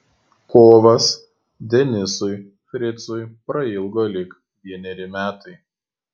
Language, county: Lithuanian, Kaunas